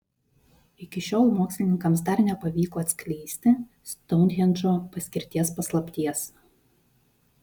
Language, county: Lithuanian, Vilnius